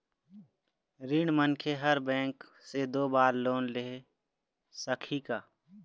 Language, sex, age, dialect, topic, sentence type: Chhattisgarhi, male, 18-24, Eastern, banking, question